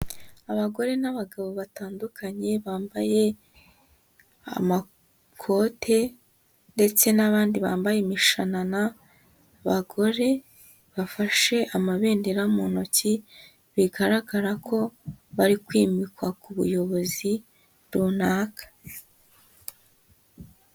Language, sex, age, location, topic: Kinyarwanda, female, 18-24, Huye, government